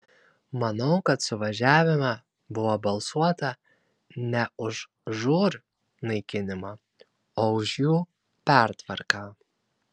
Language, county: Lithuanian, Kaunas